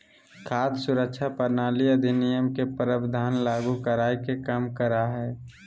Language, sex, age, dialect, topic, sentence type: Magahi, male, 18-24, Southern, agriculture, statement